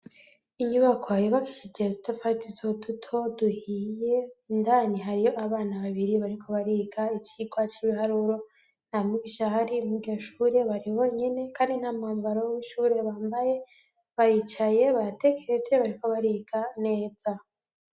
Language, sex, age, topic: Rundi, female, 25-35, education